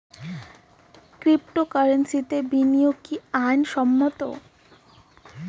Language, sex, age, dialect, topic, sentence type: Bengali, female, 18-24, Rajbangshi, banking, question